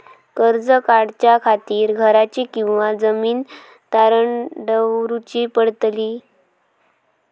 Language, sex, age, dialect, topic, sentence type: Marathi, female, 18-24, Southern Konkan, banking, question